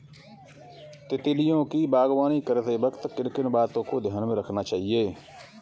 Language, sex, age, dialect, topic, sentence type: Hindi, male, 41-45, Kanauji Braj Bhasha, agriculture, statement